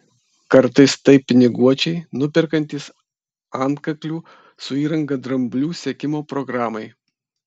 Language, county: Lithuanian, Kaunas